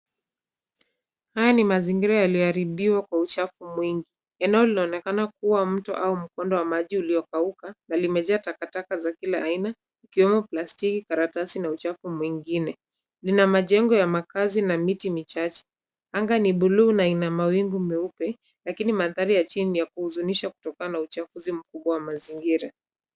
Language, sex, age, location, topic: Swahili, female, 25-35, Nairobi, government